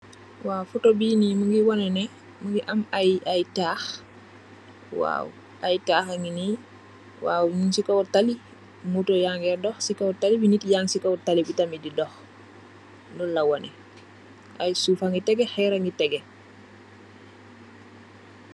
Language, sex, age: Wolof, female, 25-35